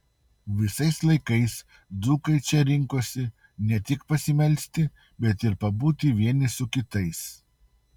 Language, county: Lithuanian, Utena